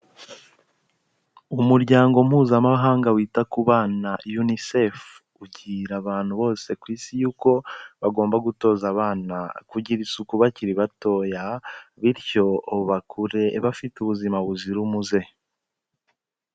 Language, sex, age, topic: Kinyarwanda, male, 18-24, health